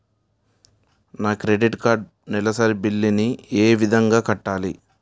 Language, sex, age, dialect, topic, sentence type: Telugu, male, 18-24, Utterandhra, banking, question